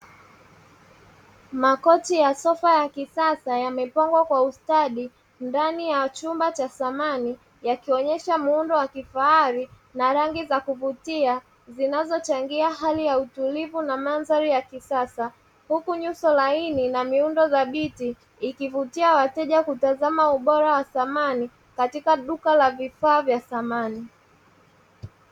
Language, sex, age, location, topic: Swahili, male, 25-35, Dar es Salaam, finance